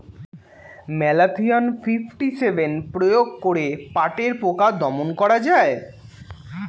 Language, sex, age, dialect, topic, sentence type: Bengali, male, 18-24, Standard Colloquial, agriculture, question